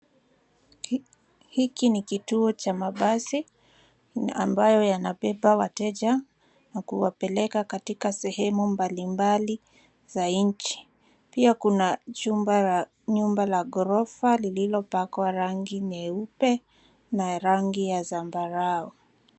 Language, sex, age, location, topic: Swahili, female, 25-35, Nairobi, government